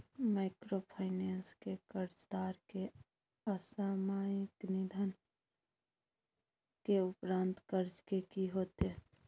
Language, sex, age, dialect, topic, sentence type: Maithili, female, 25-30, Bajjika, banking, question